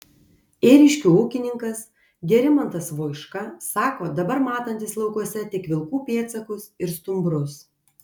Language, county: Lithuanian, Kaunas